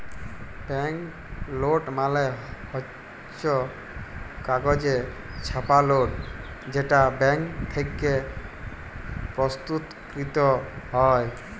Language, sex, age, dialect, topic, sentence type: Bengali, male, 18-24, Jharkhandi, banking, statement